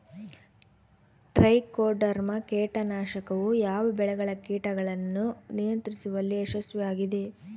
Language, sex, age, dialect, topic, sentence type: Kannada, female, 18-24, Central, agriculture, question